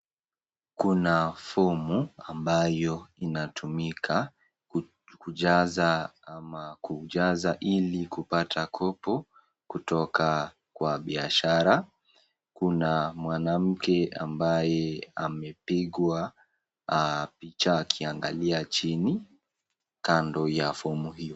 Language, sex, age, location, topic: Swahili, male, 18-24, Nakuru, finance